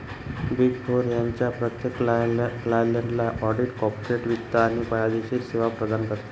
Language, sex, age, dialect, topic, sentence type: Marathi, male, 25-30, Northern Konkan, banking, statement